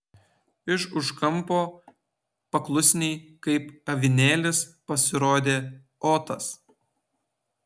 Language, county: Lithuanian, Utena